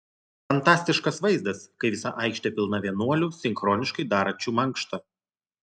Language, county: Lithuanian, Telšiai